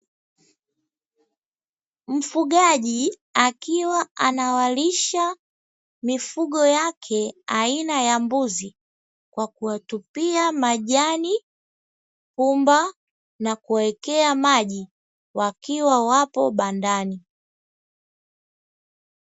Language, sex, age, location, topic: Swahili, female, 25-35, Dar es Salaam, agriculture